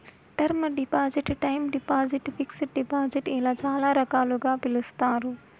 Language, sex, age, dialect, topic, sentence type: Telugu, female, 18-24, Southern, banking, statement